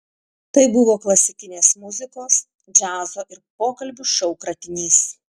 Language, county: Lithuanian, Panevėžys